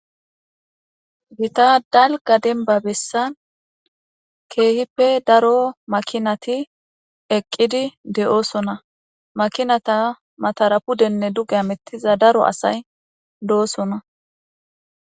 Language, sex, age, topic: Gamo, female, 25-35, government